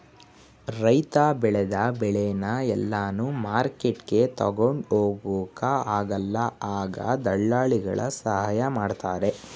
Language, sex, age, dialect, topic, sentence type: Kannada, male, 18-24, Mysore Kannada, agriculture, statement